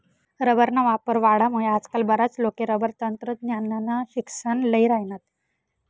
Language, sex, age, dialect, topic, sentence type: Marathi, female, 18-24, Northern Konkan, agriculture, statement